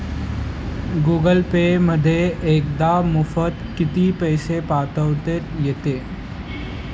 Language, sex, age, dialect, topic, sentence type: Marathi, male, <18, Standard Marathi, banking, question